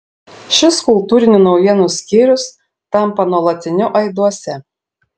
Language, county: Lithuanian, Šiauliai